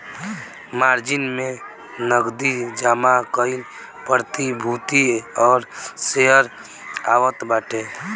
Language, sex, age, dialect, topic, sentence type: Bhojpuri, male, <18, Northern, banking, statement